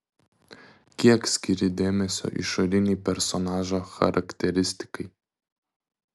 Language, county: Lithuanian, Vilnius